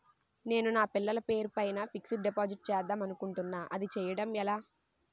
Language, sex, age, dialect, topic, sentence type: Telugu, female, 18-24, Utterandhra, banking, question